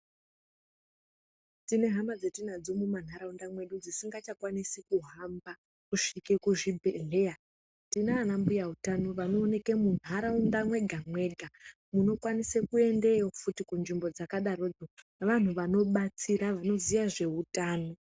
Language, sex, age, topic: Ndau, female, 36-49, health